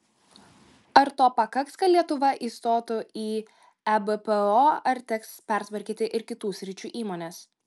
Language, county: Lithuanian, Klaipėda